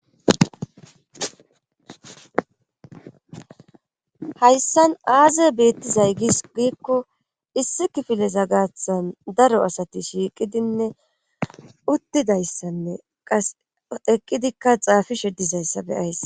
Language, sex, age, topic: Gamo, female, 25-35, government